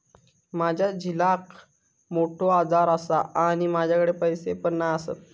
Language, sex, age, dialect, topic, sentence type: Marathi, male, 25-30, Southern Konkan, banking, statement